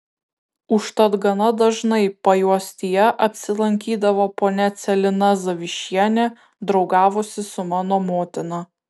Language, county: Lithuanian, Kaunas